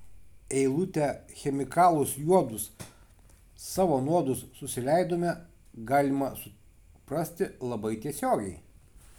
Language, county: Lithuanian, Kaunas